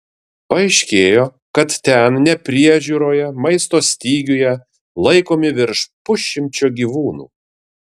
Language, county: Lithuanian, Vilnius